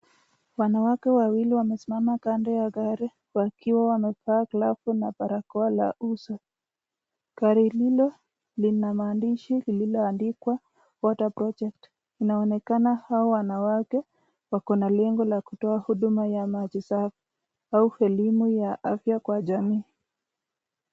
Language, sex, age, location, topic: Swahili, female, 25-35, Nakuru, health